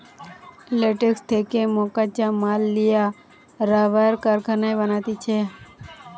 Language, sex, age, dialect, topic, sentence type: Bengali, female, 18-24, Western, agriculture, statement